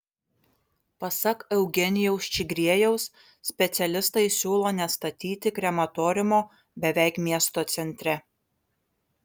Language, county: Lithuanian, Kaunas